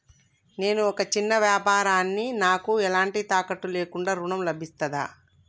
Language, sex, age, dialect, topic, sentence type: Telugu, female, 25-30, Telangana, banking, question